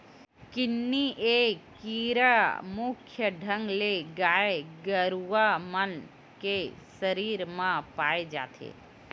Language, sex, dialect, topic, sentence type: Chhattisgarhi, female, Western/Budati/Khatahi, agriculture, statement